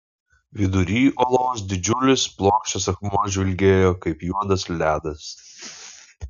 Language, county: Lithuanian, Utena